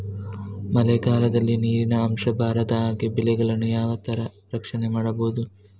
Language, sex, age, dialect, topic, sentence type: Kannada, male, 36-40, Coastal/Dakshin, agriculture, question